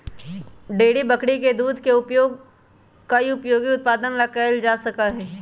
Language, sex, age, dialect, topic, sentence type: Magahi, male, 18-24, Western, agriculture, statement